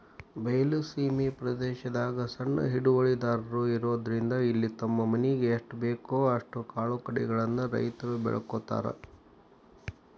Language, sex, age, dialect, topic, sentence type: Kannada, male, 60-100, Dharwad Kannada, agriculture, statement